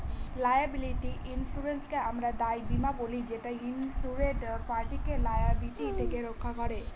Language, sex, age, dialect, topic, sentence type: Bengali, female, 18-24, Northern/Varendri, banking, statement